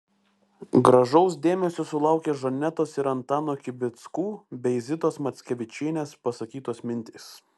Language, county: Lithuanian, Klaipėda